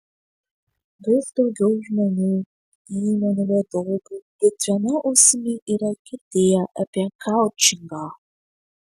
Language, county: Lithuanian, Šiauliai